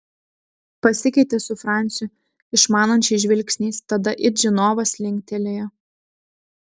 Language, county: Lithuanian, Vilnius